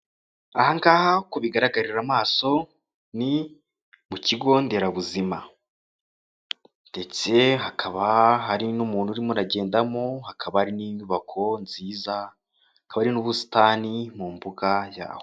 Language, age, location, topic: Kinyarwanda, 18-24, Kigali, government